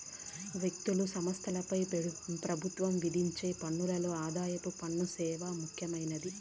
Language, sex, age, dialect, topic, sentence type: Telugu, female, 31-35, Southern, banking, statement